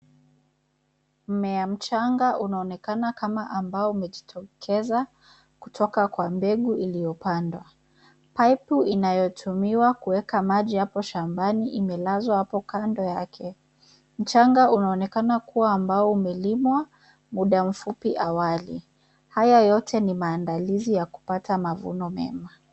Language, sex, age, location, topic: Swahili, female, 25-35, Nairobi, agriculture